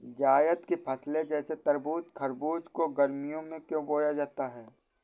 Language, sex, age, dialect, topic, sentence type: Hindi, male, 18-24, Awadhi Bundeli, agriculture, question